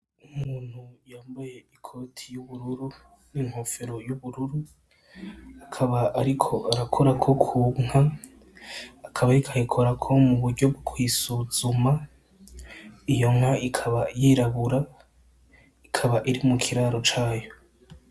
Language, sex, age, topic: Rundi, male, 18-24, agriculture